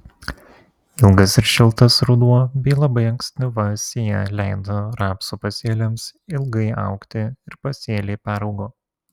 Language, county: Lithuanian, Vilnius